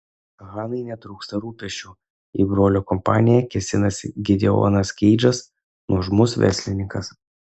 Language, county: Lithuanian, Kaunas